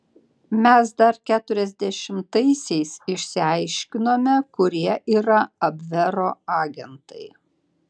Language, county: Lithuanian, Panevėžys